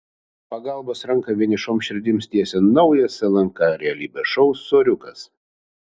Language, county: Lithuanian, Vilnius